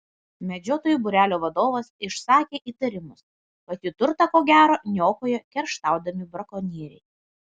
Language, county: Lithuanian, Vilnius